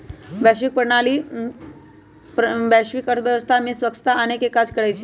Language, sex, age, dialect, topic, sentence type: Magahi, male, 18-24, Western, banking, statement